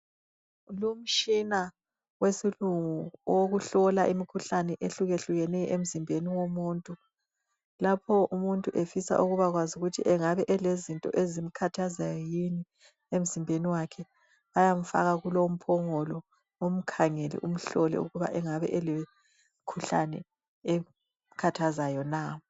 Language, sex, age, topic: North Ndebele, female, 25-35, health